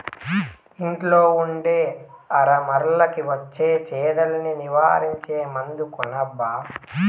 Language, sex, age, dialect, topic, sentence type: Telugu, male, 18-24, Southern, agriculture, statement